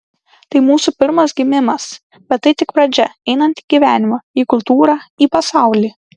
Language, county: Lithuanian, Klaipėda